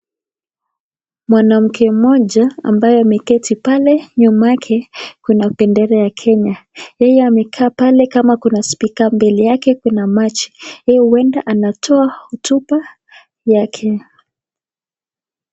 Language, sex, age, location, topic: Swahili, female, 18-24, Nakuru, government